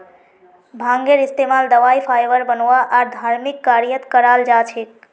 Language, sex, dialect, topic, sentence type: Magahi, female, Northeastern/Surjapuri, agriculture, statement